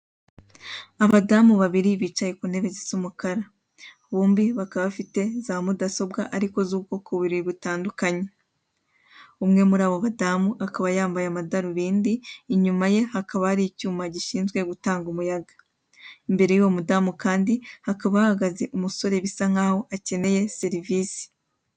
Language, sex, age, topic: Kinyarwanda, female, 18-24, government